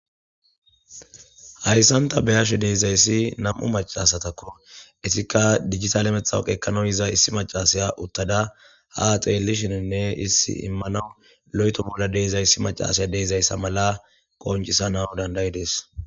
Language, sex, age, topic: Gamo, female, 18-24, government